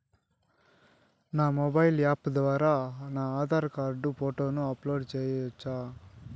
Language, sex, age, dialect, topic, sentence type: Telugu, male, 36-40, Southern, banking, question